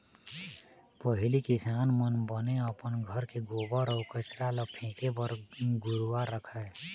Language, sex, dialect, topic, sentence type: Chhattisgarhi, male, Eastern, agriculture, statement